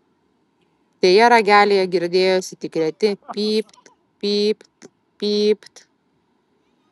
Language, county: Lithuanian, Klaipėda